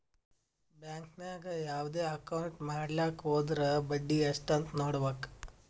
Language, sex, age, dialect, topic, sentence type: Kannada, male, 18-24, Northeastern, banking, statement